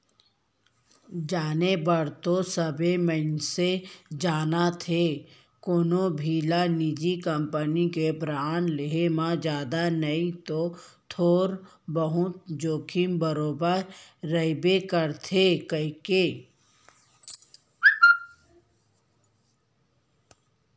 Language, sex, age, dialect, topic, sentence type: Chhattisgarhi, female, 18-24, Central, banking, statement